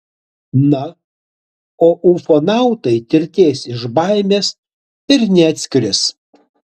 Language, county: Lithuanian, Utena